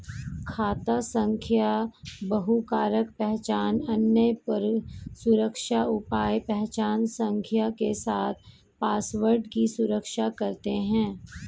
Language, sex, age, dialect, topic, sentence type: Hindi, female, 41-45, Hindustani Malvi Khadi Boli, banking, statement